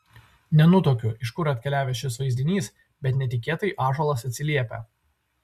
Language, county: Lithuanian, Vilnius